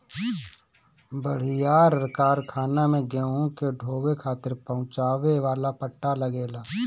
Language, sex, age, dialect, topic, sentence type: Bhojpuri, male, 25-30, Northern, agriculture, statement